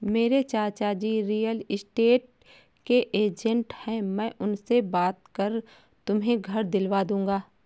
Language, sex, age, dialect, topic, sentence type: Hindi, female, 18-24, Awadhi Bundeli, banking, statement